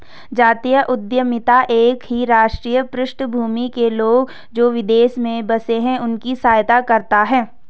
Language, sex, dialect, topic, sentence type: Hindi, female, Garhwali, banking, statement